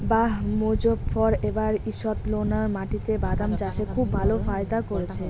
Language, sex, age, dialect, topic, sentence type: Bengali, female, 18-24, Rajbangshi, agriculture, question